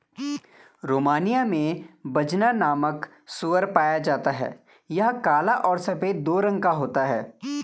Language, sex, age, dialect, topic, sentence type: Hindi, male, 25-30, Garhwali, agriculture, statement